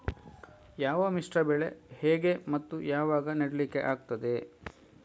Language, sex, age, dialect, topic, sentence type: Kannada, male, 56-60, Coastal/Dakshin, agriculture, question